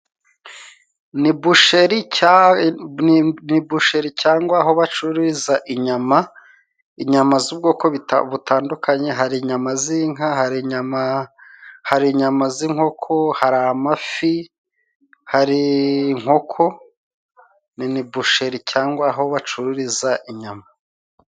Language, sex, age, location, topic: Kinyarwanda, male, 36-49, Musanze, finance